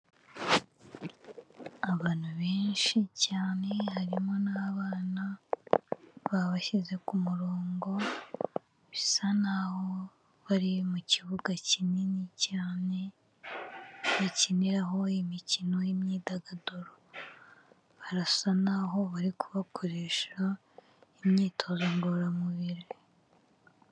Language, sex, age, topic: Kinyarwanda, female, 25-35, health